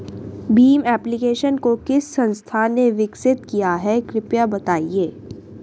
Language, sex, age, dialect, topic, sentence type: Hindi, female, 36-40, Hindustani Malvi Khadi Boli, banking, question